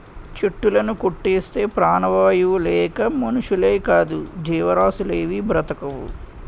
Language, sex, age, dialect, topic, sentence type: Telugu, male, 18-24, Utterandhra, agriculture, statement